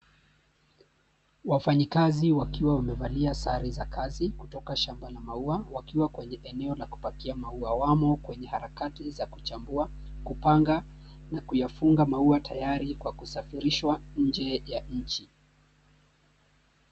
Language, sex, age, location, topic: Swahili, male, 36-49, Nairobi, agriculture